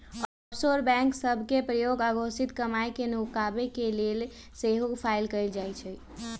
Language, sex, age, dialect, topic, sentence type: Magahi, female, 31-35, Western, banking, statement